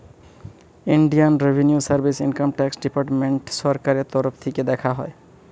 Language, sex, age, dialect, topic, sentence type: Bengali, male, 25-30, Western, banking, statement